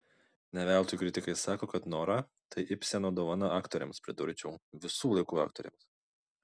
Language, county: Lithuanian, Vilnius